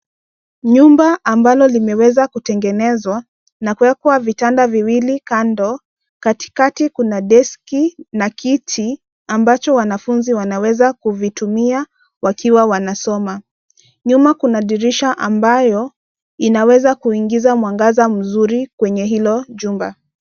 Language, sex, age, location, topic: Swahili, female, 25-35, Nairobi, education